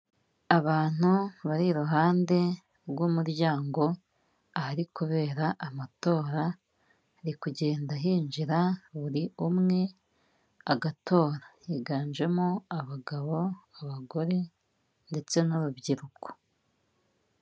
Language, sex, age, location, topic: Kinyarwanda, female, 25-35, Kigali, government